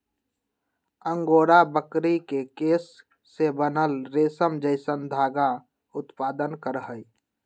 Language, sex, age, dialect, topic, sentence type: Magahi, male, 18-24, Western, agriculture, statement